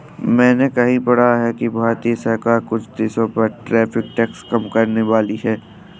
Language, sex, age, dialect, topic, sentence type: Hindi, male, 18-24, Awadhi Bundeli, banking, statement